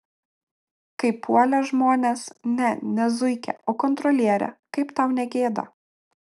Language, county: Lithuanian, Klaipėda